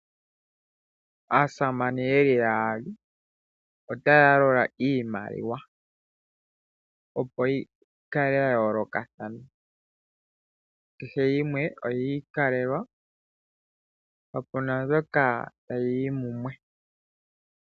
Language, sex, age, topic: Oshiwambo, male, 25-35, finance